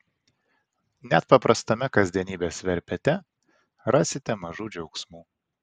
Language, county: Lithuanian, Vilnius